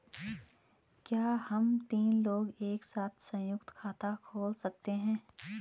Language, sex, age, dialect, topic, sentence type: Hindi, female, 25-30, Garhwali, banking, question